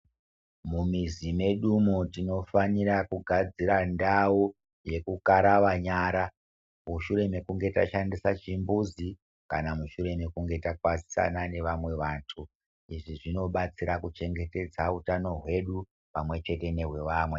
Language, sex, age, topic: Ndau, male, 50+, health